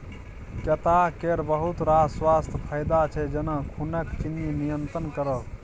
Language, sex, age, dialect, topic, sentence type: Maithili, male, 36-40, Bajjika, agriculture, statement